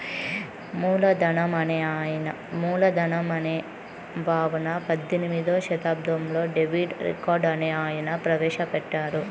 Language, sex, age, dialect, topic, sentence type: Telugu, female, 18-24, Southern, banking, statement